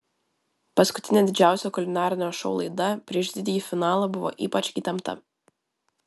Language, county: Lithuanian, Vilnius